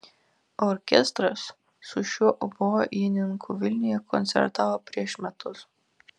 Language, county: Lithuanian, Vilnius